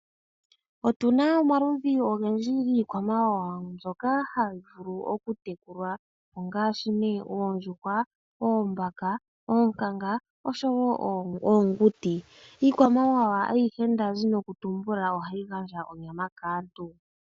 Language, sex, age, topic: Oshiwambo, male, 25-35, agriculture